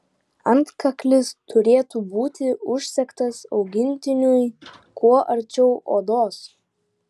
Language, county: Lithuanian, Vilnius